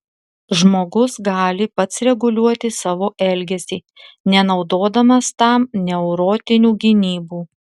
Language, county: Lithuanian, Telšiai